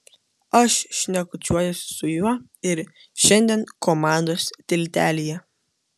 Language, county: Lithuanian, Kaunas